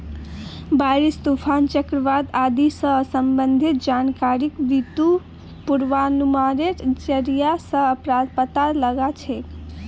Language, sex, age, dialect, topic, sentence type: Magahi, female, 18-24, Northeastern/Surjapuri, agriculture, statement